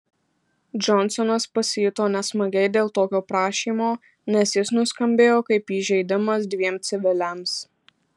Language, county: Lithuanian, Marijampolė